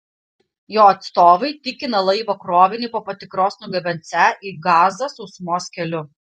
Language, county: Lithuanian, Panevėžys